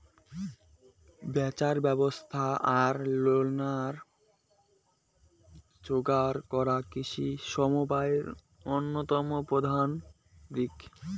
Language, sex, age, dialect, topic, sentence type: Bengali, male, 18-24, Rajbangshi, agriculture, statement